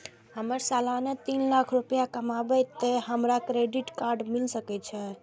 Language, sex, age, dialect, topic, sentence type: Maithili, female, 25-30, Eastern / Thethi, banking, question